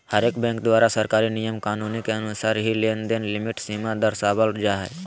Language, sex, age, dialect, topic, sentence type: Magahi, male, 18-24, Southern, banking, statement